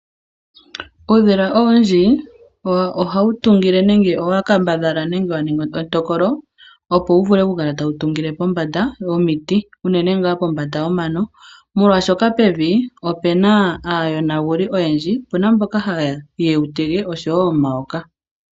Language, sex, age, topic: Oshiwambo, female, 18-24, agriculture